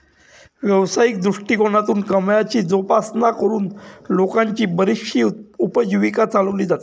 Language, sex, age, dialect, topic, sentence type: Marathi, male, 36-40, Standard Marathi, agriculture, statement